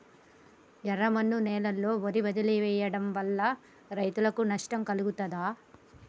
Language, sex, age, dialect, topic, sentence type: Telugu, female, 25-30, Telangana, agriculture, question